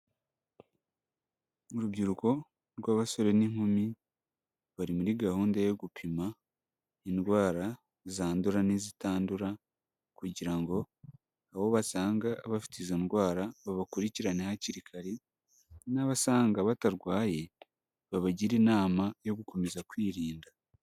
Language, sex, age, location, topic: Kinyarwanda, male, 25-35, Huye, health